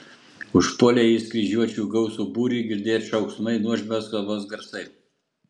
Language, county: Lithuanian, Utena